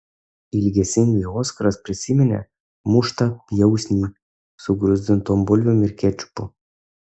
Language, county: Lithuanian, Kaunas